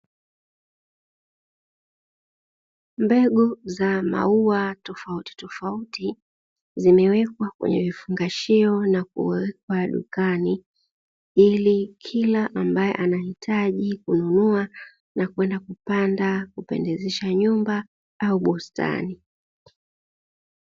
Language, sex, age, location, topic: Swahili, female, 25-35, Dar es Salaam, agriculture